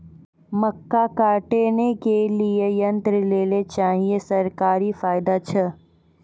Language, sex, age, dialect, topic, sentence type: Maithili, female, 41-45, Angika, agriculture, question